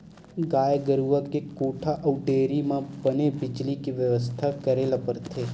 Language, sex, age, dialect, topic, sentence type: Chhattisgarhi, male, 18-24, Western/Budati/Khatahi, agriculture, statement